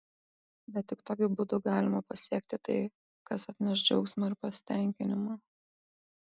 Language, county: Lithuanian, Kaunas